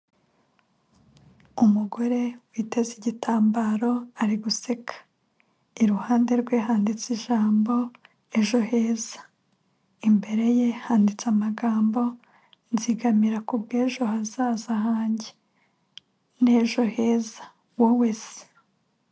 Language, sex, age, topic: Kinyarwanda, female, 25-35, finance